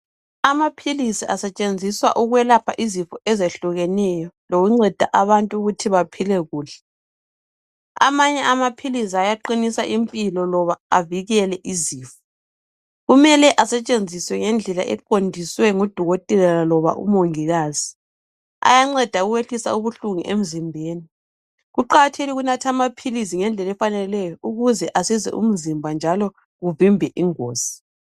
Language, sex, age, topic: North Ndebele, female, 25-35, health